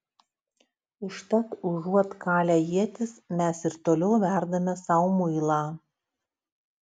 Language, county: Lithuanian, Utena